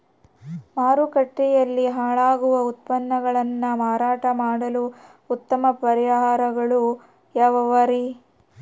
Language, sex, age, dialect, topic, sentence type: Kannada, female, 36-40, Central, agriculture, statement